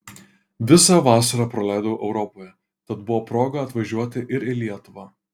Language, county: Lithuanian, Kaunas